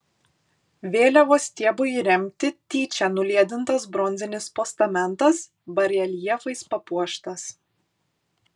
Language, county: Lithuanian, Kaunas